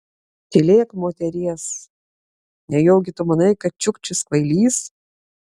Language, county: Lithuanian, Klaipėda